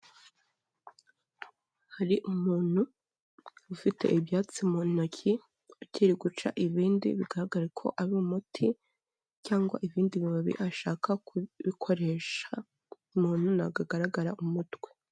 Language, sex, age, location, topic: Kinyarwanda, male, 25-35, Kigali, health